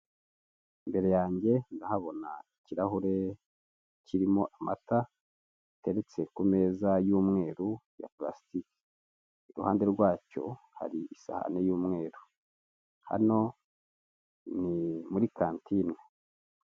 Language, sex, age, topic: Kinyarwanda, male, 50+, finance